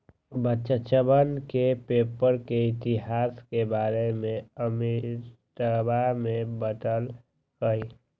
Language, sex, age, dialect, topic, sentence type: Magahi, male, 18-24, Western, agriculture, statement